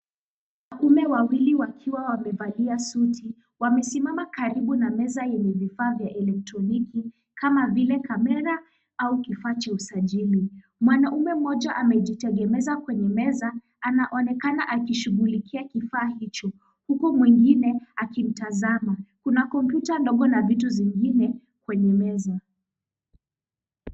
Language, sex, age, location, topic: Swahili, female, 18-24, Kisumu, government